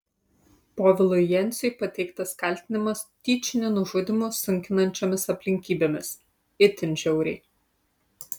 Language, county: Lithuanian, Utena